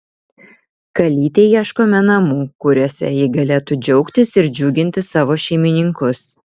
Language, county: Lithuanian, Vilnius